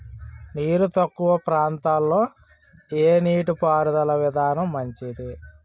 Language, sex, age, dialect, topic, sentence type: Telugu, male, 36-40, Utterandhra, agriculture, question